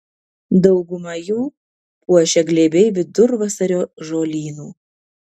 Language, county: Lithuanian, Kaunas